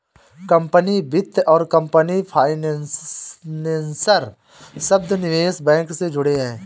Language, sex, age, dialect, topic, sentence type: Hindi, male, 25-30, Awadhi Bundeli, banking, statement